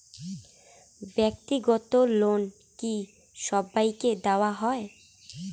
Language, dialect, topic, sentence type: Bengali, Rajbangshi, banking, question